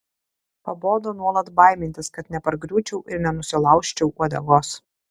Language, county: Lithuanian, Alytus